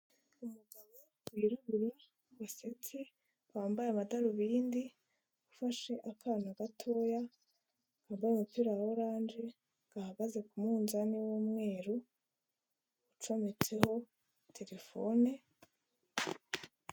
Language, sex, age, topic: Kinyarwanda, female, 25-35, health